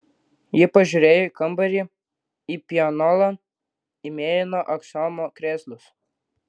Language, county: Lithuanian, Klaipėda